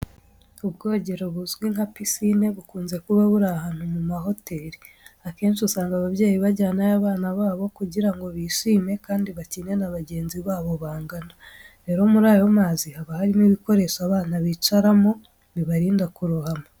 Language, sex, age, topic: Kinyarwanda, female, 18-24, education